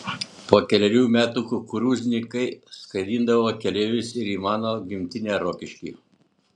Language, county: Lithuanian, Utena